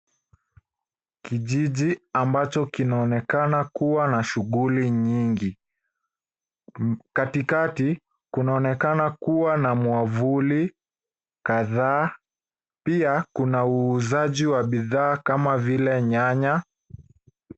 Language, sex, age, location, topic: Swahili, male, 18-24, Nairobi, finance